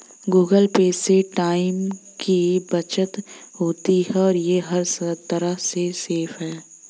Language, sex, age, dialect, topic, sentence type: Hindi, female, 18-24, Hindustani Malvi Khadi Boli, banking, statement